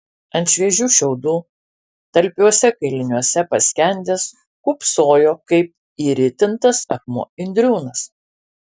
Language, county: Lithuanian, Alytus